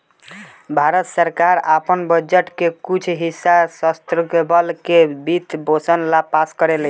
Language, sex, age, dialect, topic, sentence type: Bhojpuri, female, 51-55, Southern / Standard, banking, statement